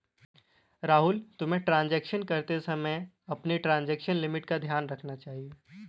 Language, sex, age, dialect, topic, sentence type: Hindi, male, 18-24, Kanauji Braj Bhasha, banking, statement